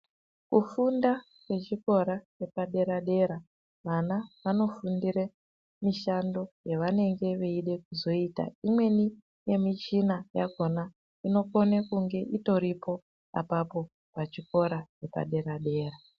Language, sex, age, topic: Ndau, female, 36-49, education